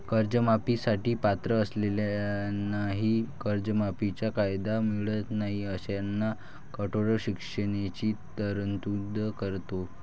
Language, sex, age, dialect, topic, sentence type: Marathi, male, 18-24, Varhadi, banking, statement